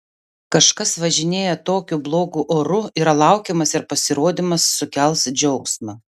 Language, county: Lithuanian, Vilnius